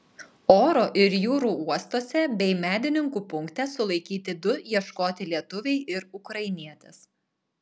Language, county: Lithuanian, Alytus